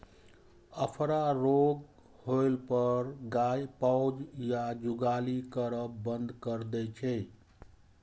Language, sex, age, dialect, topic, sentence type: Maithili, male, 25-30, Eastern / Thethi, agriculture, statement